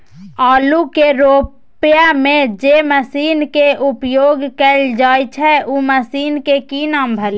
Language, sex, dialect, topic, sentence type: Maithili, female, Bajjika, agriculture, question